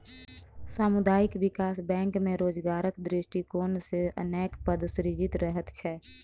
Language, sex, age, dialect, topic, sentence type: Maithili, female, 18-24, Southern/Standard, banking, statement